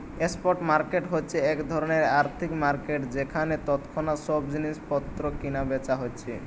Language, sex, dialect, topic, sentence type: Bengali, male, Western, banking, statement